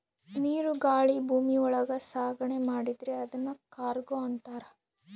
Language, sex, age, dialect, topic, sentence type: Kannada, female, 25-30, Central, banking, statement